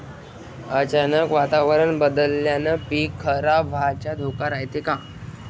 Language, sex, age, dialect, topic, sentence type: Marathi, male, 18-24, Varhadi, agriculture, question